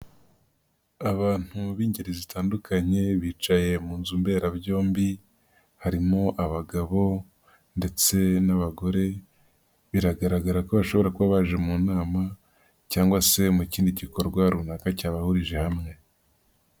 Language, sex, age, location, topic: Kinyarwanda, female, 50+, Nyagatare, government